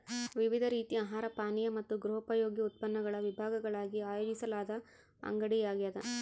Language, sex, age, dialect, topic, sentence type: Kannada, female, 25-30, Central, agriculture, statement